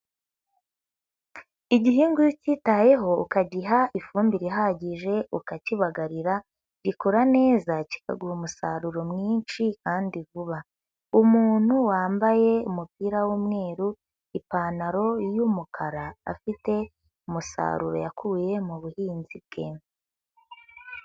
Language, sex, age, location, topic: Kinyarwanda, female, 18-24, Huye, agriculture